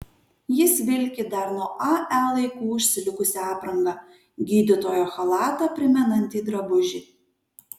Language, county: Lithuanian, Kaunas